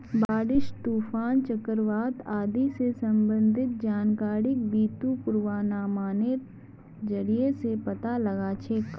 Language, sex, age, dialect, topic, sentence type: Magahi, female, 25-30, Northeastern/Surjapuri, agriculture, statement